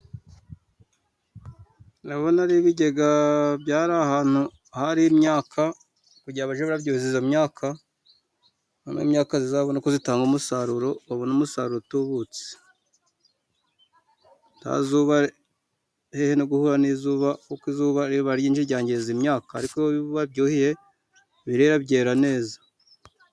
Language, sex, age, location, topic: Kinyarwanda, male, 36-49, Musanze, agriculture